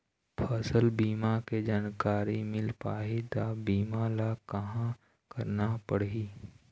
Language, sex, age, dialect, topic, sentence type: Chhattisgarhi, male, 18-24, Eastern, agriculture, question